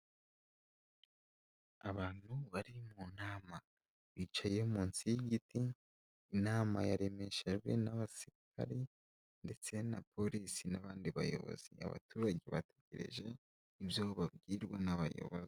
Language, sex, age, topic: Kinyarwanda, male, 18-24, government